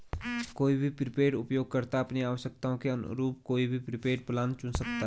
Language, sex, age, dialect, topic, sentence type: Hindi, male, 25-30, Garhwali, banking, statement